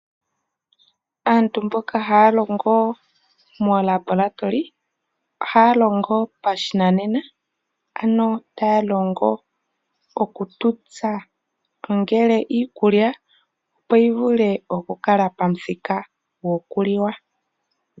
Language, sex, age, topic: Oshiwambo, female, 18-24, agriculture